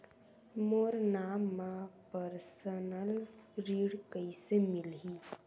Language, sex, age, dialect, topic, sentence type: Chhattisgarhi, female, 18-24, Western/Budati/Khatahi, banking, question